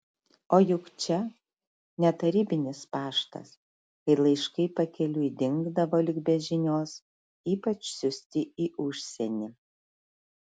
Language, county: Lithuanian, Šiauliai